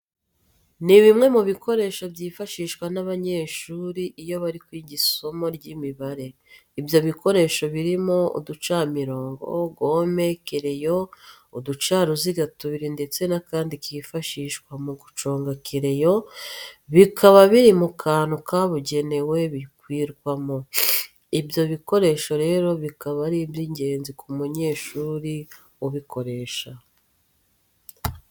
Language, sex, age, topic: Kinyarwanda, female, 36-49, education